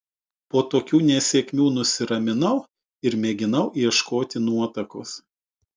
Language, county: Lithuanian, Utena